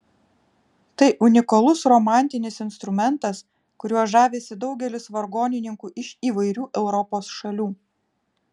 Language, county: Lithuanian, Vilnius